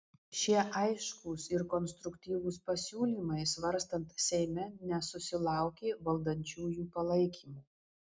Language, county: Lithuanian, Marijampolė